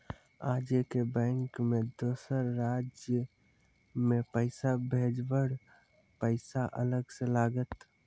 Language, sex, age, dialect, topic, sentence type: Maithili, male, 18-24, Angika, banking, question